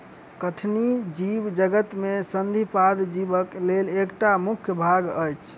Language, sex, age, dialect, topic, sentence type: Maithili, male, 25-30, Southern/Standard, agriculture, statement